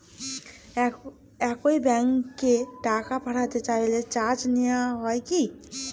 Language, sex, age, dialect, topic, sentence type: Bengali, female, 18-24, Rajbangshi, banking, question